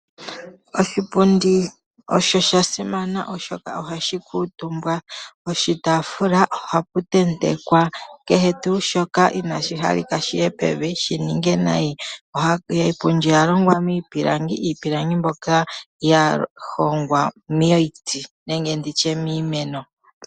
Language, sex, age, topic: Oshiwambo, female, 25-35, finance